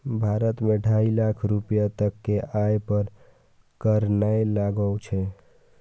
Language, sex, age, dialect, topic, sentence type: Maithili, male, 18-24, Eastern / Thethi, banking, statement